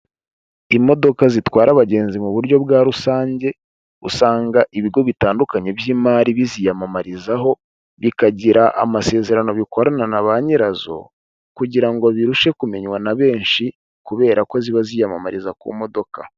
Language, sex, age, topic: Kinyarwanda, male, 25-35, government